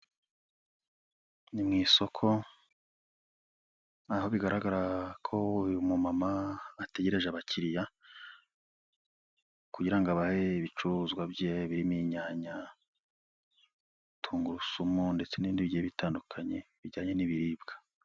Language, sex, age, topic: Kinyarwanda, male, 25-35, finance